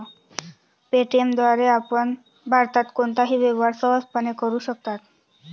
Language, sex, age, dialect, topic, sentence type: Marathi, female, 18-24, Varhadi, banking, statement